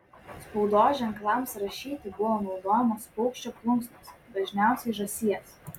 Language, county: Lithuanian, Vilnius